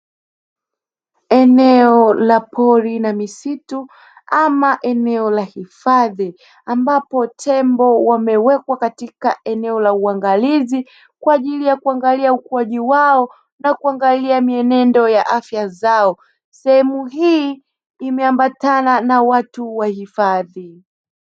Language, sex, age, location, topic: Swahili, female, 36-49, Dar es Salaam, agriculture